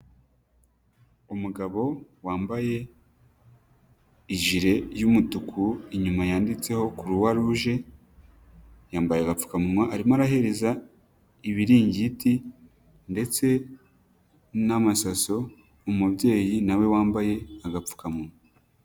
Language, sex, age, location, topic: Kinyarwanda, female, 18-24, Nyagatare, health